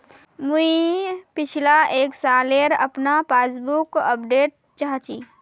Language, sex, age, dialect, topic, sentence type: Magahi, female, 25-30, Northeastern/Surjapuri, banking, question